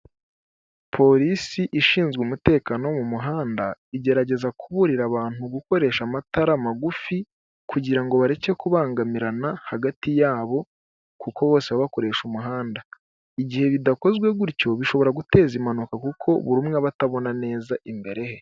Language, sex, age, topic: Kinyarwanda, male, 18-24, government